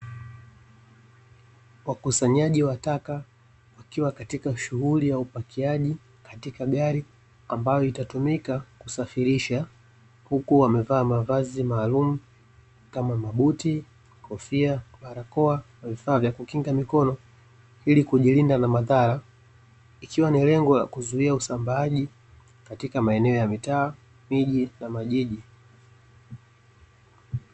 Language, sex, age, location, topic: Swahili, male, 25-35, Dar es Salaam, government